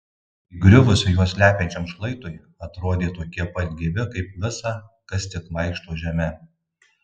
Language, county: Lithuanian, Tauragė